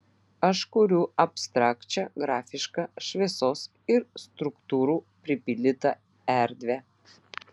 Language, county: Lithuanian, Vilnius